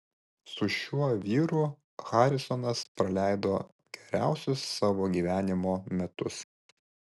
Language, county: Lithuanian, Vilnius